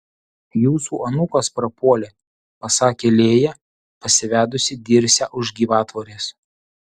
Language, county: Lithuanian, Utena